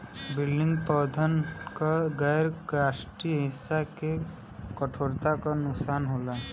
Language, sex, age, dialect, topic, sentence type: Bhojpuri, female, 18-24, Western, agriculture, statement